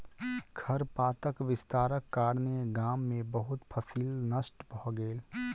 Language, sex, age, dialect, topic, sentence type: Maithili, male, 25-30, Southern/Standard, agriculture, statement